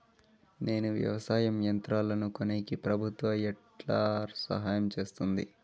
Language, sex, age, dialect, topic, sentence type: Telugu, male, 18-24, Southern, agriculture, question